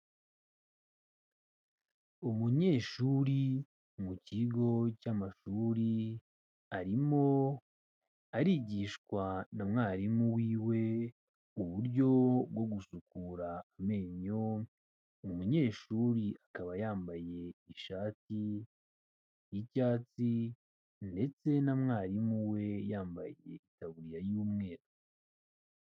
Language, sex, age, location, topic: Kinyarwanda, male, 25-35, Kigali, health